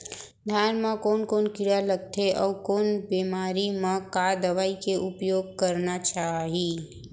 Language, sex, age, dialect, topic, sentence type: Chhattisgarhi, female, 25-30, Central, agriculture, question